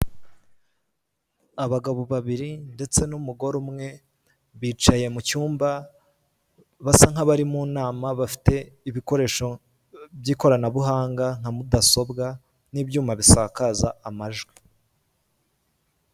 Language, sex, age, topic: Kinyarwanda, male, 18-24, government